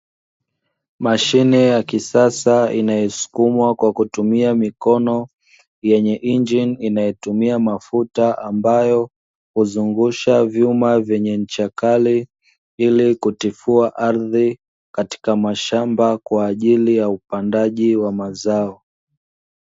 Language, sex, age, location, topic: Swahili, male, 25-35, Dar es Salaam, agriculture